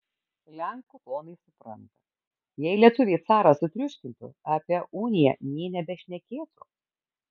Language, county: Lithuanian, Kaunas